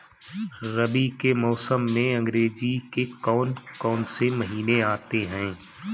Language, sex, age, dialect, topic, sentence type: Hindi, male, 36-40, Marwari Dhudhari, agriculture, question